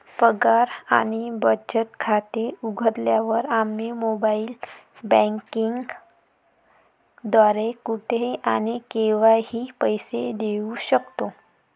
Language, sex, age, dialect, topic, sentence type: Marathi, female, 18-24, Varhadi, banking, statement